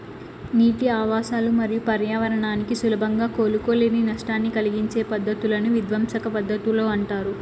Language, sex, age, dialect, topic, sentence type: Telugu, female, 18-24, Southern, agriculture, statement